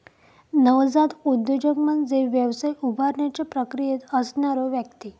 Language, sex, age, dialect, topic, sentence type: Marathi, female, 18-24, Southern Konkan, banking, statement